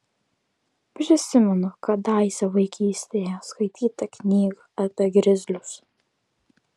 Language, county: Lithuanian, Vilnius